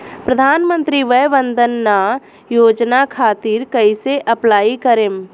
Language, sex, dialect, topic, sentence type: Bhojpuri, female, Southern / Standard, banking, question